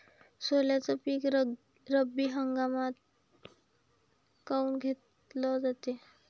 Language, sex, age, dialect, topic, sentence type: Marathi, female, 18-24, Varhadi, agriculture, question